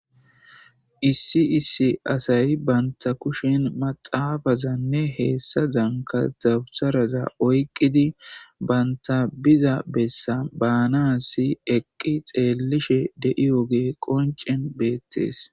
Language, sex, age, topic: Gamo, male, 25-35, government